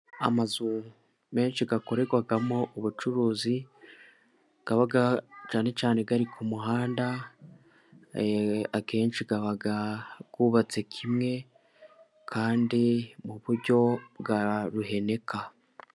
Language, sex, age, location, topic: Kinyarwanda, male, 18-24, Musanze, finance